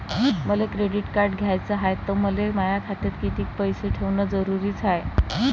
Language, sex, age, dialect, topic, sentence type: Marathi, female, 25-30, Varhadi, banking, question